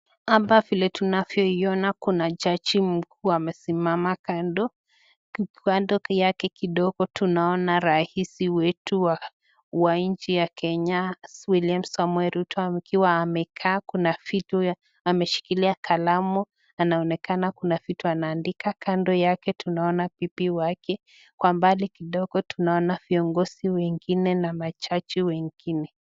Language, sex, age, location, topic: Swahili, female, 18-24, Nakuru, government